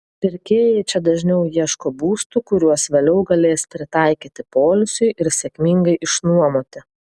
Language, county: Lithuanian, Vilnius